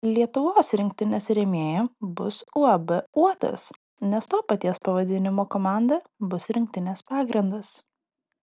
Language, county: Lithuanian, Telšiai